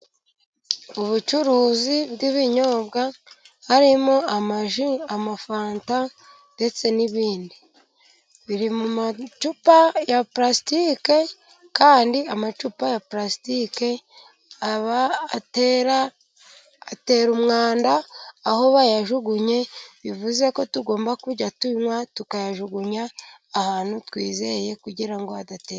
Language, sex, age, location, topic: Kinyarwanda, female, 25-35, Musanze, finance